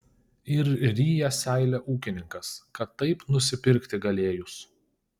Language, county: Lithuanian, Kaunas